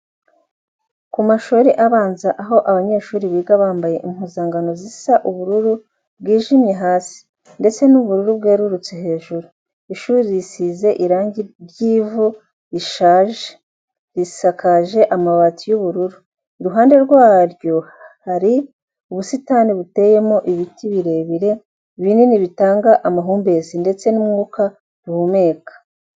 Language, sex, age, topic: Kinyarwanda, female, 25-35, education